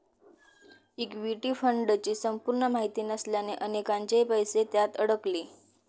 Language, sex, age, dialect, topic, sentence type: Marathi, female, 18-24, Northern Konkan, banking, statement